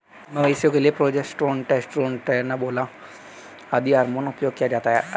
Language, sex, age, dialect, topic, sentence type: Hindi, male, 18-24, Hindustani Malvi Khadi Boli, agriculture, statement